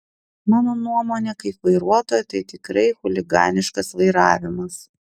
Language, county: Lithuanian, Klaipėda